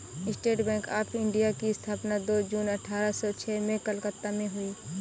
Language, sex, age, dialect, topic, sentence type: Hindi, female, 18-24, Awadhi Bundeli, banking, statement